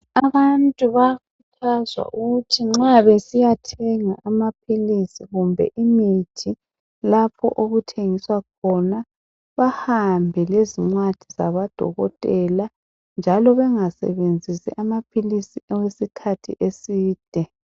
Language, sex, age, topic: North Ndebele, female, 25-35, health